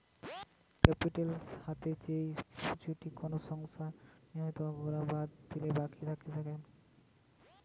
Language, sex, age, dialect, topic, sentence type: Bengali, male, 18-24, Western, banking, statement